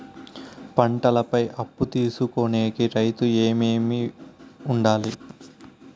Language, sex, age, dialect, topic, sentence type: Telugu, male, 25-30, Southern, agriculture, question